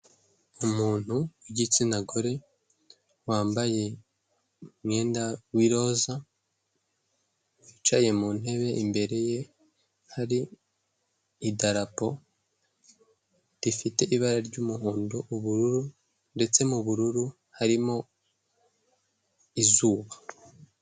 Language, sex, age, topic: Kinyarwanda, male, 18-24, government